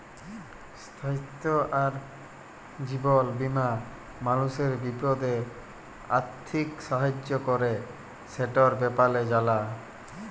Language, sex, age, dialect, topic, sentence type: Bengali, male, 18-24, Jharkhandi, banking, statement